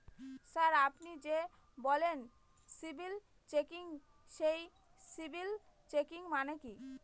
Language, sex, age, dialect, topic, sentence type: Bengali, female, 25-30, Northern/Varendri, banking, question